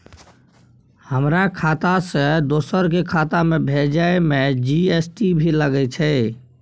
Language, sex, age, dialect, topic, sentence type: Maithili, male, 18-24, Bajjika, banking, question